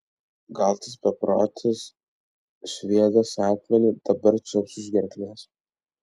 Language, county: Lithuanian, Vilnius